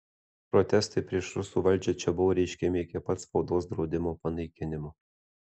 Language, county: Lithuanian, Alytus